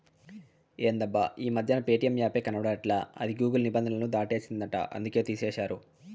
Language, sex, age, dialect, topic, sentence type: Telugu, male, 18-24, Southern, banking, statement